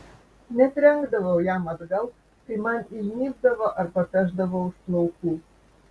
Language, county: Lithuanian, Vilnius